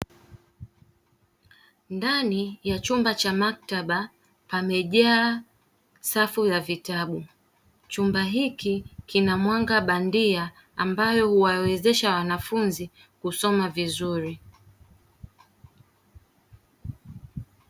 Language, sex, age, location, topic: Swahili, female, 18-24, Dar es Salaam, education